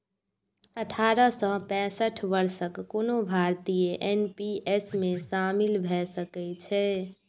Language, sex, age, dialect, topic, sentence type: Maithili, female, 46-50, Eastern / Thethi, banking, statement